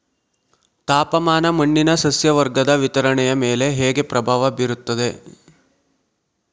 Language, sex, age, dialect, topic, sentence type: Kannada, male, 56-60, Central, agriculture, question